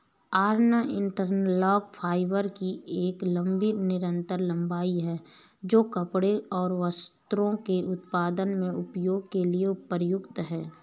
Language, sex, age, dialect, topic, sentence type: Hindi, female, 31-35, Awadhi Bundeli, agriculture, statement